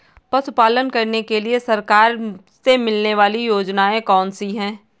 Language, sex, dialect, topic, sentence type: Hindi, female, Kanauji Braj Bhasha, agriculture, question